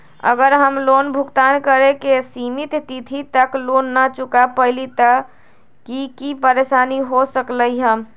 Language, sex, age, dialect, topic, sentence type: Magahi, female, 25-30, Western, banking, question